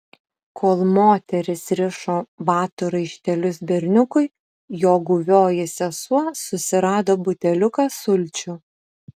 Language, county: Lithuanian, Utena